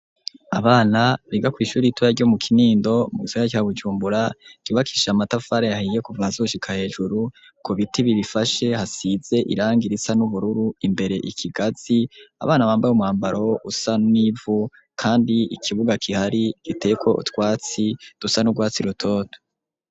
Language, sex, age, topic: Rundi, male, 25-35, education